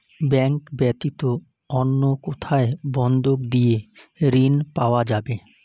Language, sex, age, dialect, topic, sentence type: Bengali, male, 25-30, Rajbangshi, banking, question